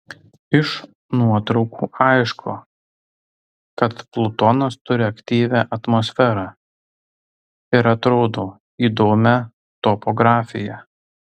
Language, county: Lithuanian, Tauragė